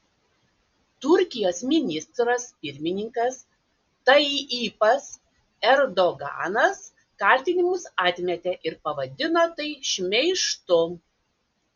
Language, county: Lithuanian, Klaipėda